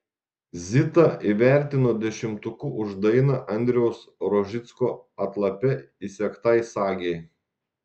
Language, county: Lithuanian, Šiauliai